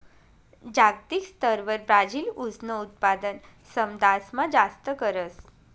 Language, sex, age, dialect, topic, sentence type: Marathi, female, 25-30, Northern Konkan, agriculture, statement